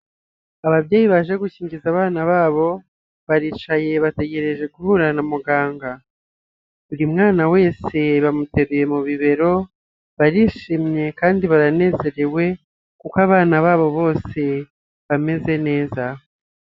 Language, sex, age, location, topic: Kinyarwanda, male, 25-35, Nyagatare, health